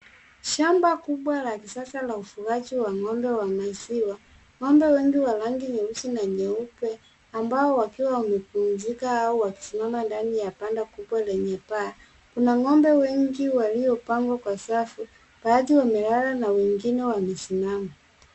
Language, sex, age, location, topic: Swahili, female, 25-35, Nairobi, agriculture